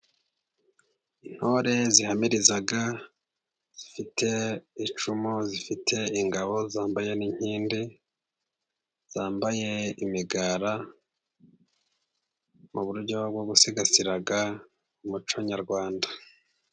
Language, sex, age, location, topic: Kinyarwanda, male, 50+, Musanze, government